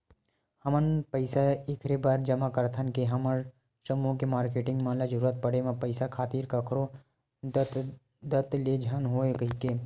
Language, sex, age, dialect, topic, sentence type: Chhattisgarhi, male, 18-24, Western/Budati/Khatahi, banking, statement